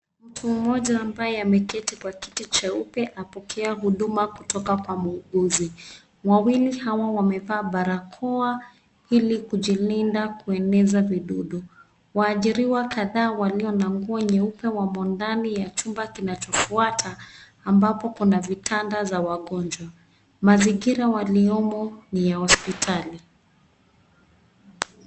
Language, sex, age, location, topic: Swahili, female, 36-49, Nairobi, health